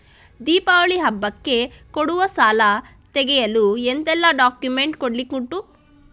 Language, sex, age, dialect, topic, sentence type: Kannada, female, 60-100, Coastal/Dakshin, banking, question